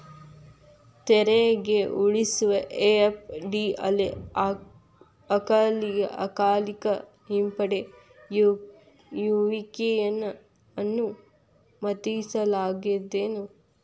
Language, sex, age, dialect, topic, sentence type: Kannada, female, 18-24, Dharwad Kannada, banking, statement